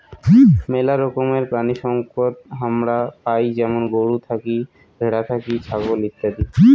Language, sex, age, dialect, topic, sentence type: Bengali, male, 25-30, Rajbangshi, agriculture, statement